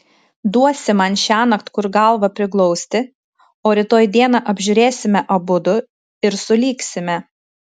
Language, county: Lithuanian, Tauragė